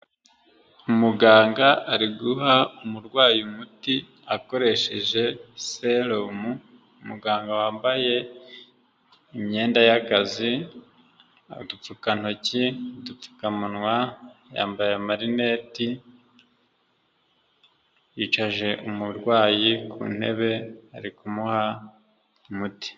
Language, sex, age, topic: Kinyarwanda, male, 25-35, health